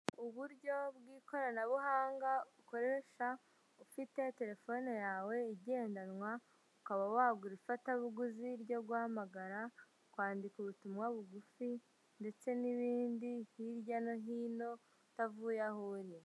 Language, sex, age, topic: Kinyarwanda, male, 18-24, finance